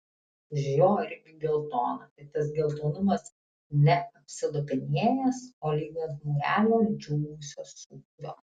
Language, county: Lithuanian, Tauragė